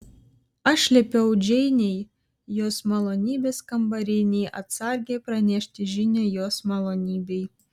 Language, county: Lithuanian, Vilnius